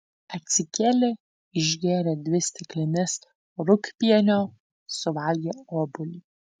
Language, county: Lithuanian, Tauragė